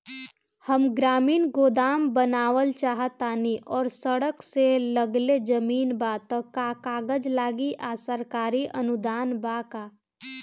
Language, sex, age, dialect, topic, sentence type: Bhojpuri, female, 18-24, Southern / Standard, banking, question